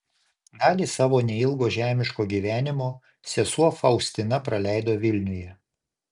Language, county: Lithuanian, Panevėžys